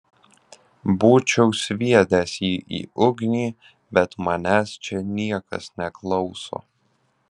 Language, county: Lithuanian, Alytus